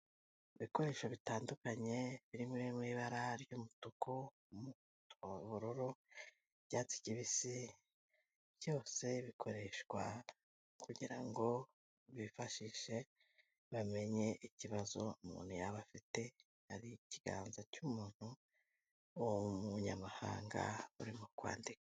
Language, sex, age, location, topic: Kinyarwanda, female, 18-24, Kigali, health